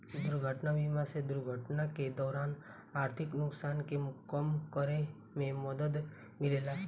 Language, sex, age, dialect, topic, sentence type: Bhojpuri, female, 18-24, Southern / Standard, banking, statement